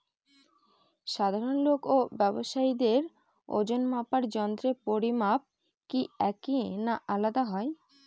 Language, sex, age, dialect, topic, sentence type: Bengali, female, 25-30, Northern/Varendri, agriculture, question